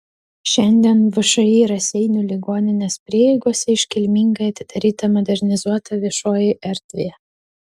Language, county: Lithuanian, Utena